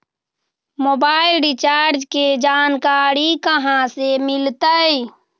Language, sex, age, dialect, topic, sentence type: Magahi, female, 36-40, Western, banking, question